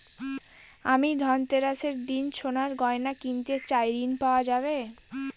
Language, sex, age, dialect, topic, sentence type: Bengali, female, 18-24, Northern/Varendri, banking, question